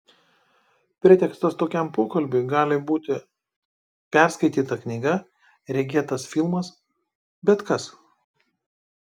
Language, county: Lithuanian, Kaunas